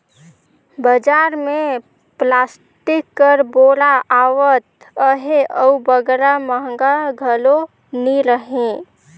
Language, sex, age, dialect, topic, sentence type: Chhattisgarhi, female, 18-24, Northern/Bhandar, agriculture, statement